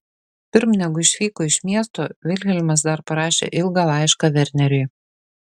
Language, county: Lithuanian, Šiauliai